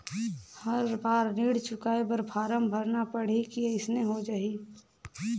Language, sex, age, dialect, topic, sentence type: Chhattisgarhi, female, 18-24, Northern/Bhandar, banking, question